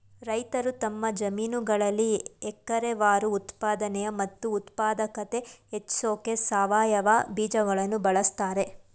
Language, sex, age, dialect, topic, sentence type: Kannada, female, 25-30, Mysore Kannada, agriculture, statement